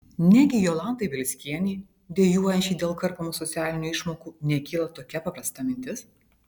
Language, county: Lithuanian, Vilnius